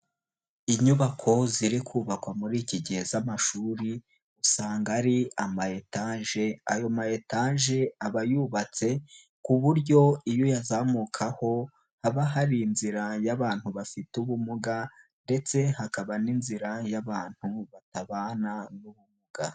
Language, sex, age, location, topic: Kinyarwanda, male, 18-24, Nyagatare, education